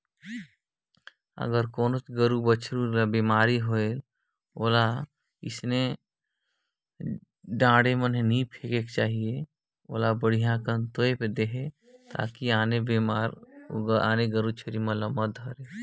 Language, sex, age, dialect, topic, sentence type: Chhattisgarhi, male, 18-24, Northern/Bhandar, agriculture, statement